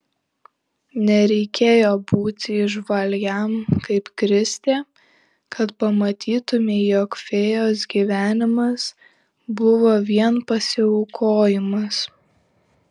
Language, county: Lithuanian, Šiauliai